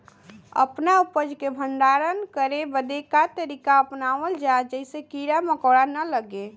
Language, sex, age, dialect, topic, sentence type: Bhojpuri, female, 18-24, Western, agriculture, question